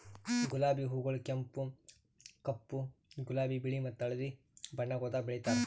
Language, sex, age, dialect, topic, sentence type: Kannada, male, 31-35, Northeastern, agriculture, statement